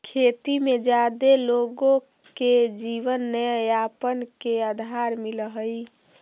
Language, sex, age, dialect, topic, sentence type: Magahi, female, 41-45, Central/Standard, agriculture, statement